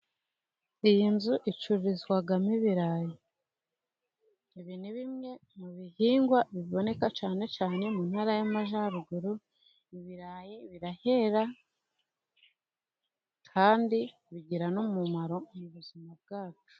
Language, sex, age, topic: Kinyarwanda, female, 18-24, finance